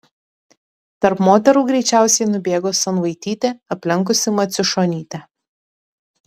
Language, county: Lithuanian, Tauragė